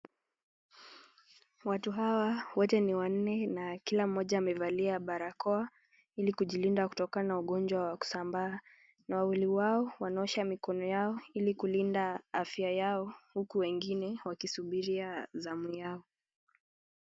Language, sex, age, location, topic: Swahili, female, 18-24, Nakuru, health